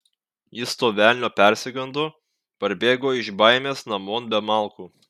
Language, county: Lithuanian, Kaunas